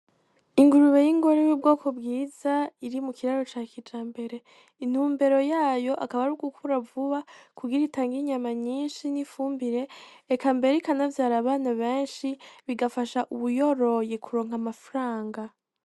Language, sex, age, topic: Rundi, female, 18-24, agriculture